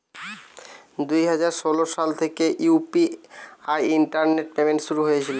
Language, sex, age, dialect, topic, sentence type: Bengali, male, 18-24, Western, banking, statement